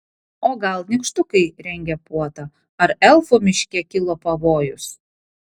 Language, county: Lithuanian, Panevėžys